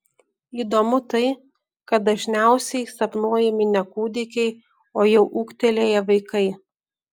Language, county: Lithuanian, Alytus